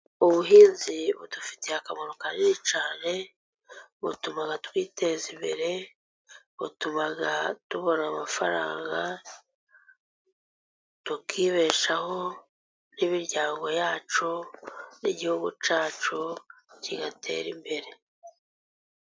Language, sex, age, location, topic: Kinyarwanda, female, 36-49, Musanze, agriculture